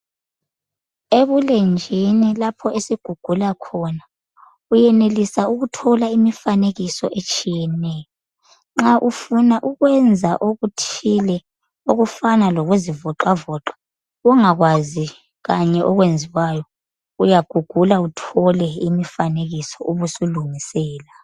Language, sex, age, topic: North Ndebele, female, 25-35, health